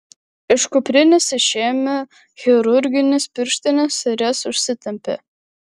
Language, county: Lithuanian, Vilnius